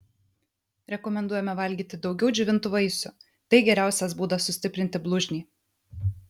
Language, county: Lithuanian, Vilnius